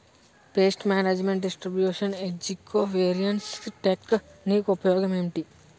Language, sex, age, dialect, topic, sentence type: Telugu, male, 60-100, Utterandhra, agriculture, question